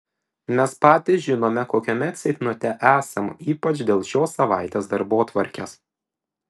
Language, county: Lithuanian, Šiauliai